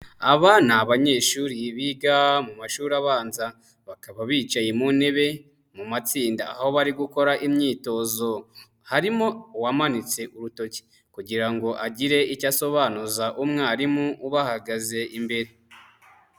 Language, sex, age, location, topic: Kinyarwanda, male, 25-35, Nyagatare, education